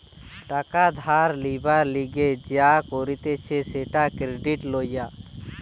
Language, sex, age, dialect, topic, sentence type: Bengali, male, 18-24, Western, banking, statement